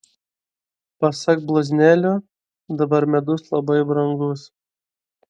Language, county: Lithuanian, Vilnius